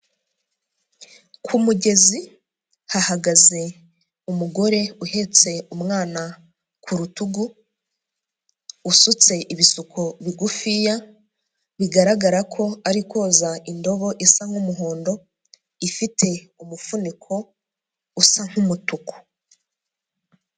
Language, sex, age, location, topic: Kinyarwanda, female, 25-35, Huye, health